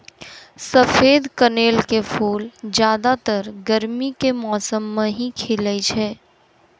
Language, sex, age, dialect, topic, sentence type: Maithili, female, 18-24, Angika, agriculture, statement